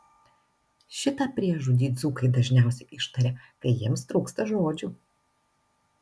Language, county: Lithuanian, Marijampolė